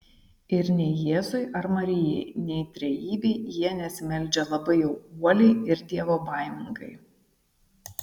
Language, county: Lithuanian, Šiauliai